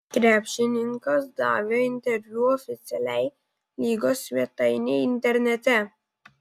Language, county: Lithuanian, Vilnius